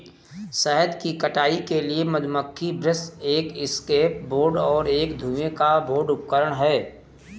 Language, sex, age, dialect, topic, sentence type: Hindi, male, 18-24, Awadhi Bundeli, agriculture, statement